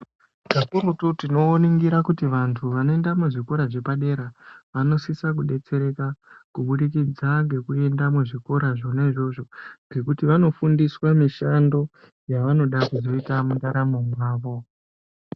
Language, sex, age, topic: Ndau, male, 25-35, education